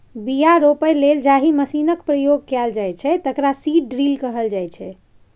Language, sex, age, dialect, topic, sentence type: Maithili, female, 51-55, Bajjika, agriculture, statement